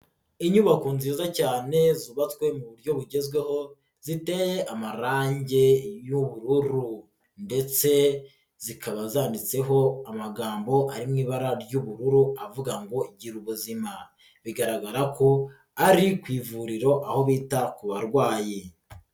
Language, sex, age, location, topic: Kinyarwanda, male, 50+, Nyagatare, health